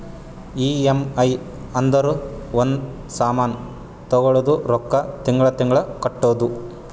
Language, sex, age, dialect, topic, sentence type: Kannada, male, 18-24, Northeastern, banking, statement